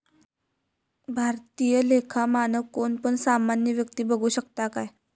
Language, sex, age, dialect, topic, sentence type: Marathi, female, 25-30, Southern Konkan, banking, statement